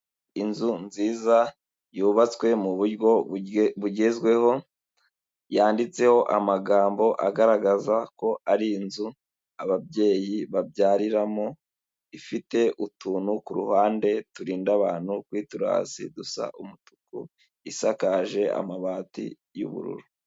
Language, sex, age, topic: Kinyarwanda, male, 25-35, health